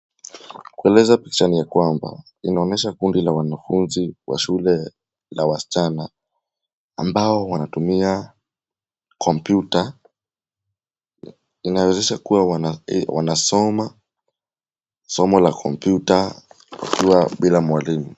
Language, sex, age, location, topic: Swahili, male, 18-24, Nairobi, education